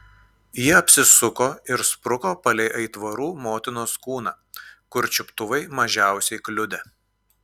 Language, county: Lithuanian, Klaipėda